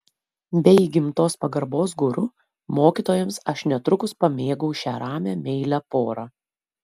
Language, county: Lithuanian, Kaunas